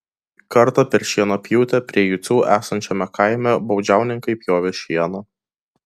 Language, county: Lithuanian, Kaunas